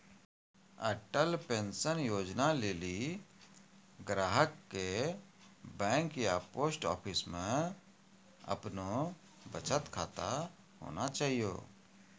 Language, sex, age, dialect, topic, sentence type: Maithili, male, 41-45, Angika, banking, statement